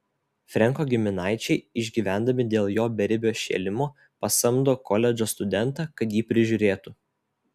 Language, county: Lithuanian, Telšiai